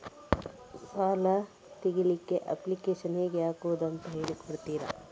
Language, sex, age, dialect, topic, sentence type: Kannada, female, 36-40, Coastal/Dakshin, banking, question